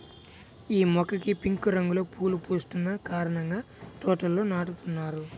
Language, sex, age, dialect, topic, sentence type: Telugu, male, 31-35, Central/Coastal, agriculture, statement